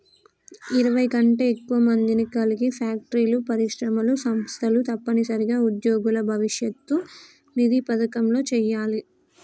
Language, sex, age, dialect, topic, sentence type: Telugu, female, 18-24, Telangana, banking, statement